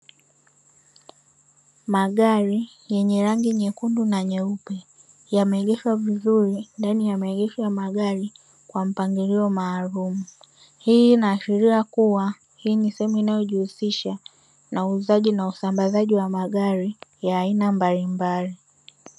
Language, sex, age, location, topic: Swahili, female, 18-24, Dar es Salaam, finance